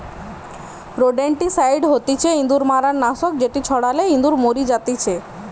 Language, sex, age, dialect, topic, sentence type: Bengali, female, 18-24, Western, agriculture, statement